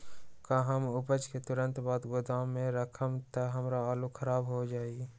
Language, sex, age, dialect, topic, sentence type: Magahi, male, 18-24, Western, agriculture, question